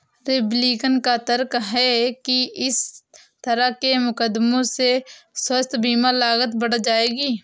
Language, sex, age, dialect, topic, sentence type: Hindi, female, 25-30, Awadhi Bundeli, banking, statement